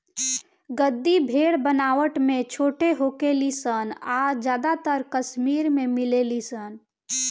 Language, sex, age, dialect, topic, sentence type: Bhojpuri, female, 18-24, Southern / Standard, agriculture, statement